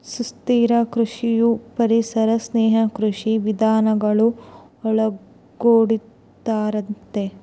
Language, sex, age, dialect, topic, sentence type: Kannada, female, 18-24, Central, agriculture, statement